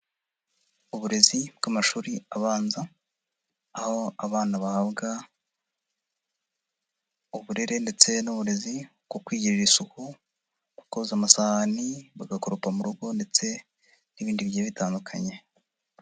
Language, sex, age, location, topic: Kinyarwanda, female, 50+, Nyagatare, education